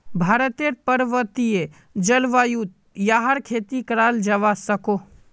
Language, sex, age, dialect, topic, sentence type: Magahi, male, 18-24, Northeastern/Surjapuri, agriculture, statement